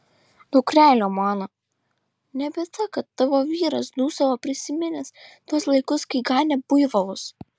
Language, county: Lithuanian, Šiauliai